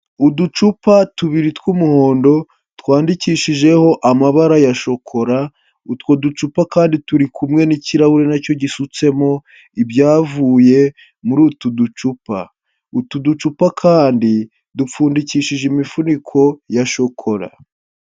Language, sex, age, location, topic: Kinyarwanda, male, 18-24, Huye, health